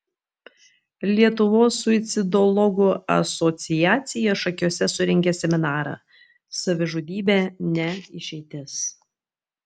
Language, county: Lithuanian, Vilnius